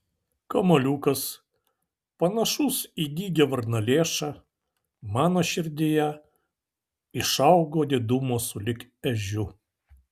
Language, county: Lithuanian, Vilnius